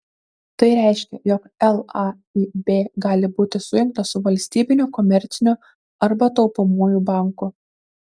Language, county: Lithuanian, Kaunas